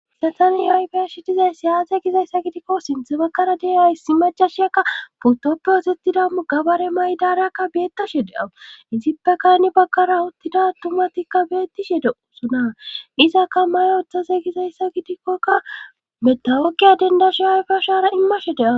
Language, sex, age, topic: Gamo, female, 25-35, government